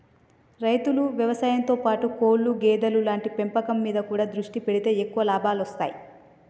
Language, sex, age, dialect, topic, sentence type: Telugu, female, 25-30, Telangana, agriculture, statement